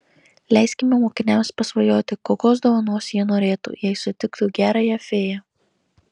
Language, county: Lithuanian, Marijampolė